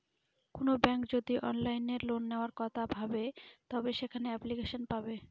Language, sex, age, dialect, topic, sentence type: Bengali, female, 18-24, Northern/Varendri, banking, statement